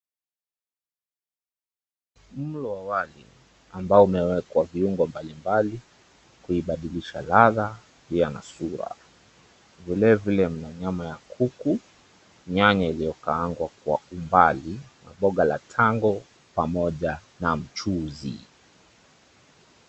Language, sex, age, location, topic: Swahili, male, 36-49, Mombasa, agriculture